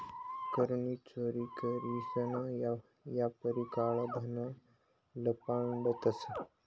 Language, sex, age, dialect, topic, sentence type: Marathi, male, 18-24, Northern Konkan, banking, statement